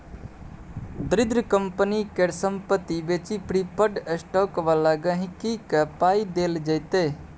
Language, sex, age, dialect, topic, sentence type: Maithili, male, 18-24, Bajjika, banking, statement